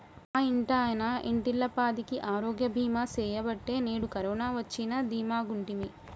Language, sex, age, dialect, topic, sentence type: Telugu, male, 18-24, Telangana, banking, statement